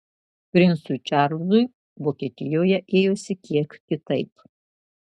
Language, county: Lithuanian, Marijampolė